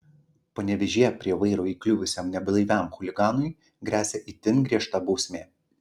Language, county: Lithuanian, Klaipėda